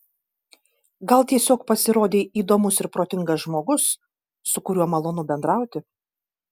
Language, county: Lithuanian, Kaunas